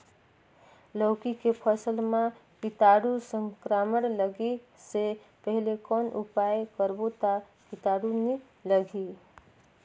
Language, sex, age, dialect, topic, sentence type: Chhattisgarhi, female, 36-40, Northern/Bhandar, agriculture, question